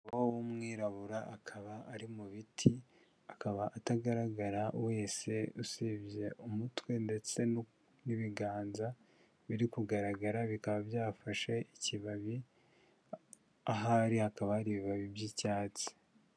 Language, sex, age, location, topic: Kinyarwanda, male, 18-24, Huye, health